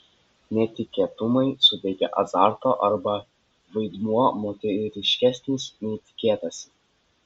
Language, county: Lithuanian, Vilnius